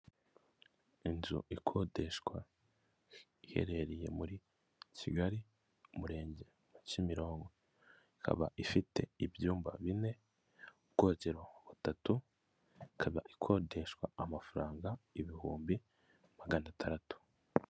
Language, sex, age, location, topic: Kinyarwanda, male, 25-35, Kigali, finance